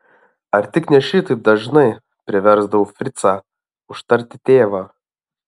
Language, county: Lithuanian, Alytus